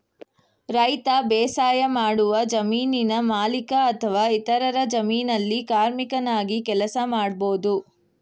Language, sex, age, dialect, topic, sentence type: Kannada, female, 18-24, Mysore Kannada, agriculture, statement